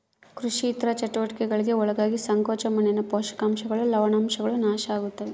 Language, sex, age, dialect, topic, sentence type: Kannada, female, 51-55, Central, agriculture, statement